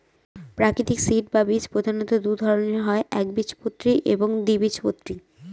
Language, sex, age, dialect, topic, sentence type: Bengali, female, 18-24, Northern/Varendri, agriculture, statement